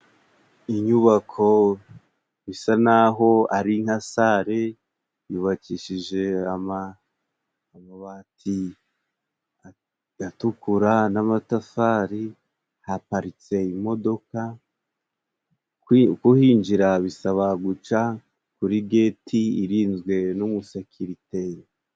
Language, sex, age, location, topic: Kinyarwanda, male, 18-24, Musanze, government